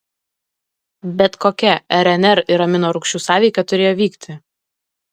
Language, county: Lithuanian, Alytus